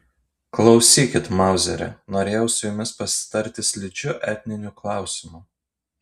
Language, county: Lithuanian, Kaunas